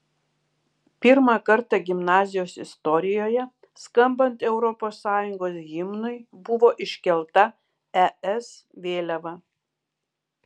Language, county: Lithuanian, Kaunas